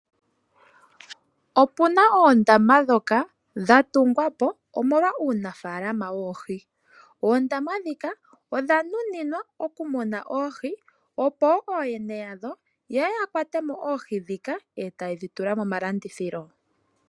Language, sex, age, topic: Oshiwambo, female, 25-35, agriculture